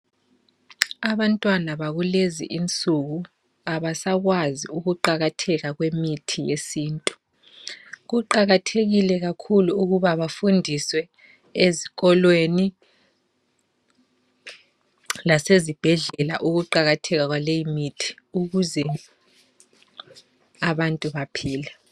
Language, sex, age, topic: North Ndebele, male, 25-35, health